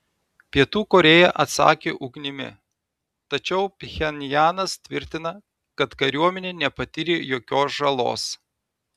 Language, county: Lithuanian, Telšiai